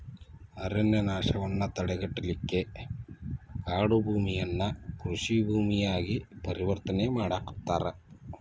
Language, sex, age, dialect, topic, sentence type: Kannada, male, 56-60, Dharwad Kannada, agriculture, statement